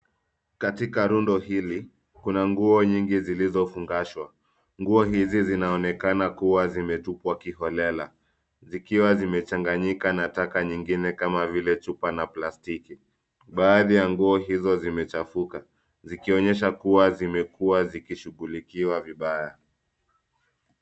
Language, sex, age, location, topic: Swahili, male, 18-24, Nairobi, finance